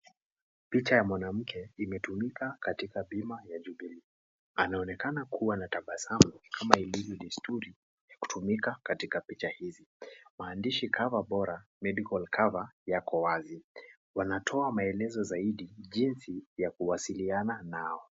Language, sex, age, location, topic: Swahili, male, 18-24, Kisii, finance